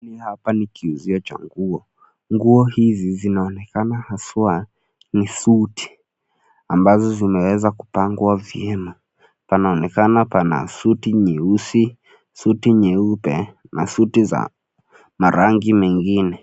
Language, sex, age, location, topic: Swahili, male, 18-24, Nairobi, finance